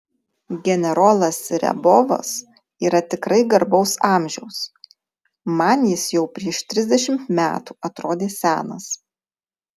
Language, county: Lithuanian, Tauragė